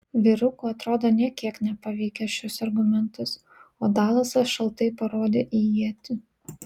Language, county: Lithuanian, Vilnius